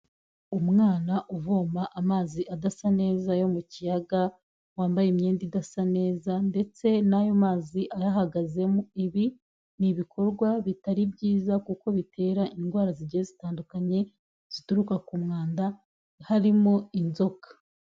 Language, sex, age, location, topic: Kinyarwanda, female, 18-24, Kigali, health